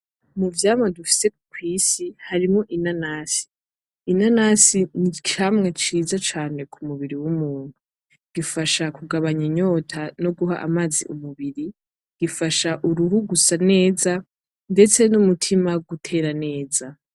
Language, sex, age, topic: Rundi, female, 18-24, agriculture